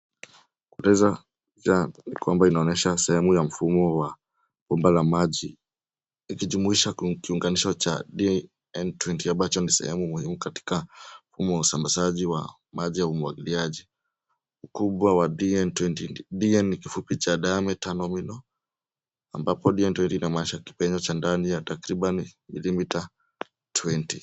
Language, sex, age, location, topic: Swahili, male, 18-24, Nairobi, government